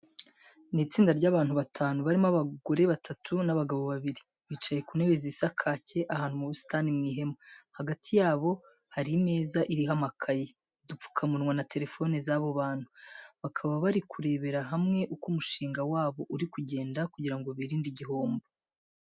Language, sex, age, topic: Kinyarwanda, female, 25-35, education